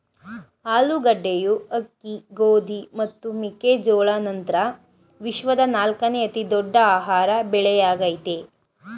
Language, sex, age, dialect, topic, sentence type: Kannada, female, 31-35, Mysore Kannada, agriculture, statement